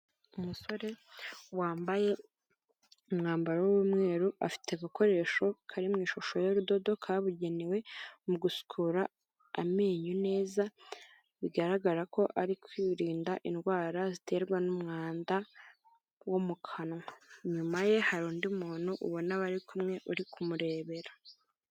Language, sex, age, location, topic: Kinyarwanda, female, 25-35, Kigali, health